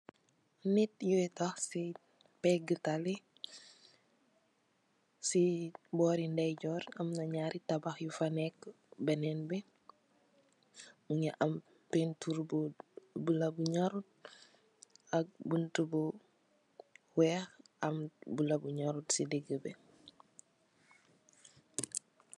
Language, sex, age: Wolof, female, 18-24